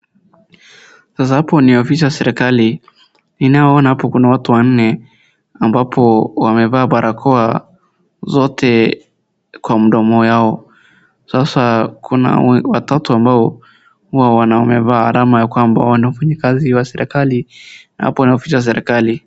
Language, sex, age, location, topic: Swahili, female, 18-24, Wajir, government